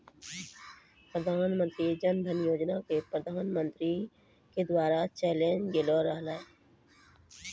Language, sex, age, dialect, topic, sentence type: Maithili, female, 36-40, Angika, banking, statement